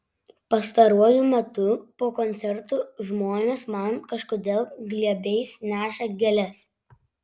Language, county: Lithuanian, Vilnius